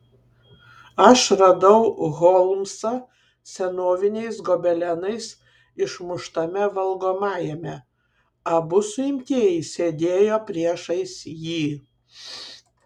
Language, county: Lithuanian, Kaunas